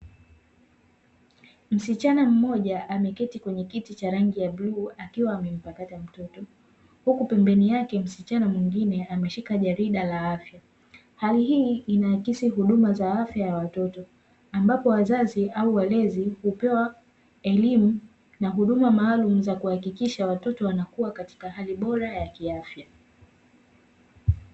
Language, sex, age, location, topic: Swahili, female, 18-24, Dar es Salaam, health